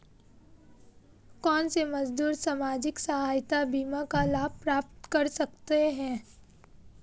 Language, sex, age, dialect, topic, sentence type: Hindi, female, 18-24, Marwari Dhudhari, banking, question